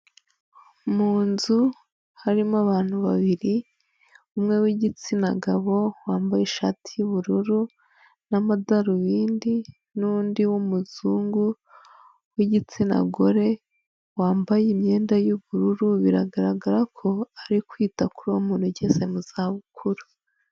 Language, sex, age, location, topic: Kinyarwanda, female, 25-35, Huye, health